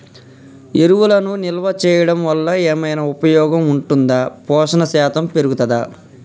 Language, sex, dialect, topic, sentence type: Telugu, male, Telangana, agriculture, question